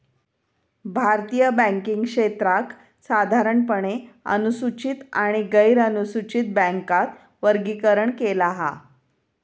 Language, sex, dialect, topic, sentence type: Marathi, female, Southern Konkan, banking, statement